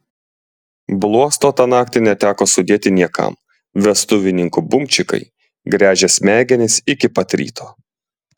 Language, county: Lithuanian, Klaipėda